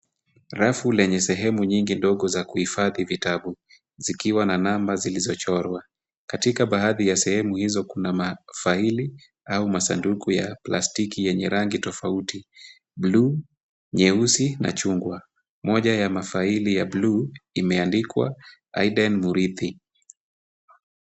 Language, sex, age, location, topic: Swahili, male, 25-35, Kisumu, education